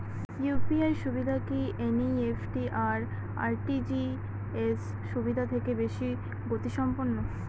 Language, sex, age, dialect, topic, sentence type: Bengali, female, 60-100, Northern/Varendri, banking, question